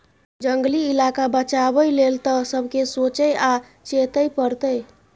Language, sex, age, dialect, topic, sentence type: Maithili, female, 18-24, Bajjika, agriculture, statement